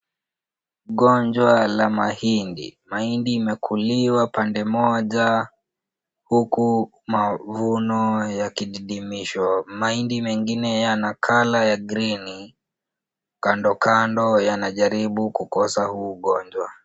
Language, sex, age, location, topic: Swahili, female, 18-24, Kisumu, agriculture